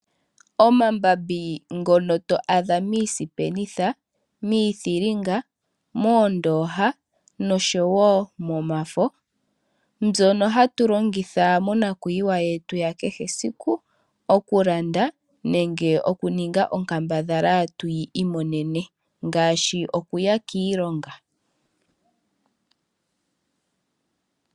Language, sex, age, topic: Oshiwambo, female, 18-24, finance